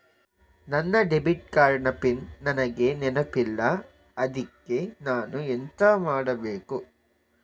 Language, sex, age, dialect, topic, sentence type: Kannada, male, 18-24, Coastal/Dakshin, banking, question